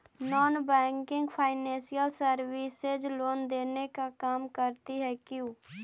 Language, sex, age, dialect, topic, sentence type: Magahi, female, 18-24, Central/Standard, banking, question